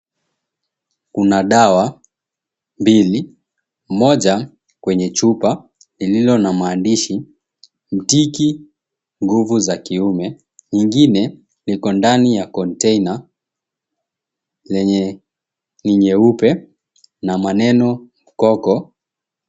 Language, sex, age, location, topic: Swahili, male, 18-24, Mombasa, health